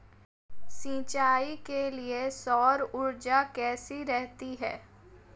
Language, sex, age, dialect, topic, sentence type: Hindi, female, 18-24, Marwari Dhudhari, agriculture, question